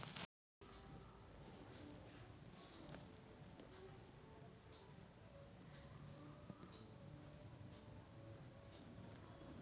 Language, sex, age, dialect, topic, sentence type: Kannada, female, 60-100, Dharwad Kannada, agriculture, statement